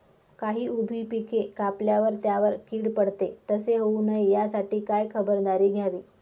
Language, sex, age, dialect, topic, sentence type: Marathi, female, 25-30, Northern Konkan, agriculture, question